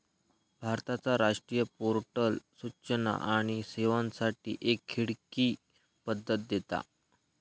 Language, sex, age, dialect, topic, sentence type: Marathi, male, 25-30, Southern Konkan, banking, statement